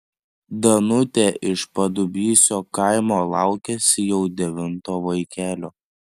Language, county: Lithuanian, Panevėžys